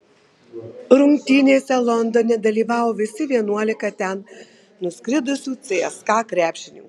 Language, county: Lithuanian, Marijampolė